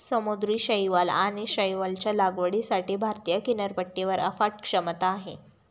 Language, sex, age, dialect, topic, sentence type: Marathi, female, 18-24, Standard Marathi, agriculture, statement